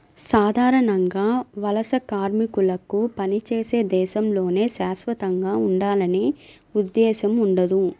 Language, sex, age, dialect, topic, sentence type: Telugu, female, 25-30, Central/Coastal, agriculture, statement